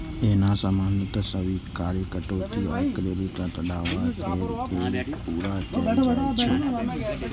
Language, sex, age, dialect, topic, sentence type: Maithili, male, 56-60, Eastern / Thethi, banking, statement